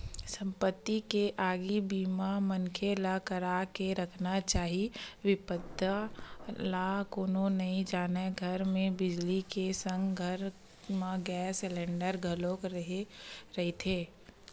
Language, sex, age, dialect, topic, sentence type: Chhattisgarhi, female, 25-30, Western/Budati/Khatahi, banking, statement